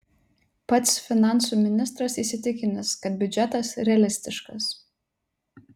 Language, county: Lithuanian, Telšiai